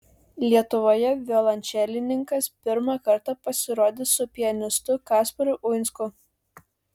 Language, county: Lithuanian, Šiauliai